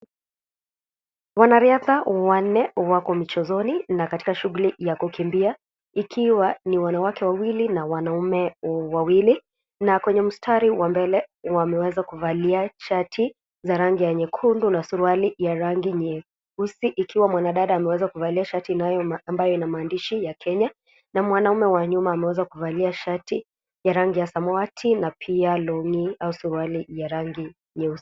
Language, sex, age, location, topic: Swahili, female, 25-35, Kisii, education